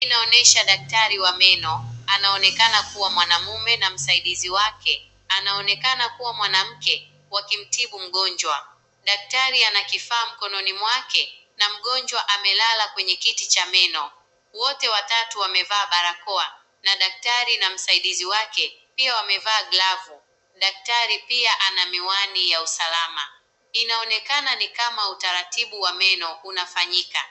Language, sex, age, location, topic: Swahili, male, 18-24, Nakuru, health